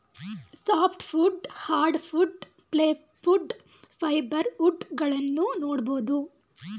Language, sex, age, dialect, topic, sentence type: Kannada, female, 18-24, Mysore Kannada, agriculture, statement